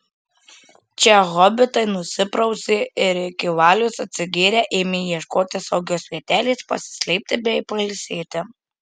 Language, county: Lithuanian, Marijampolė